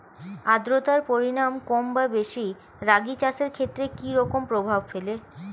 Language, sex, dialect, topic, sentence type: Bengali, female, Standard Colloquial, agriculture, question